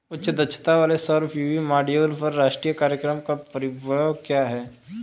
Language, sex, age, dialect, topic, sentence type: Hindi, male, 18-24, Hindustani Malvi Khadi Boli, banking, question